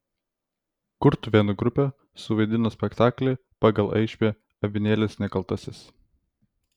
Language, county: Lithuanian, Vilnius